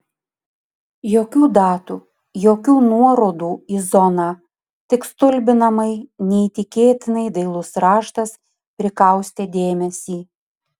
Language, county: Lithuanian, Panevėžys